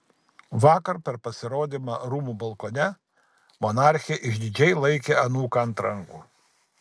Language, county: Lithuanian, Kaunas